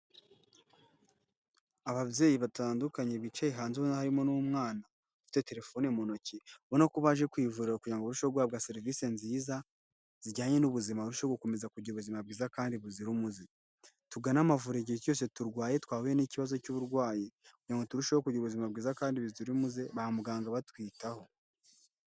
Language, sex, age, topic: Kinyarwanda, male, 18-24, health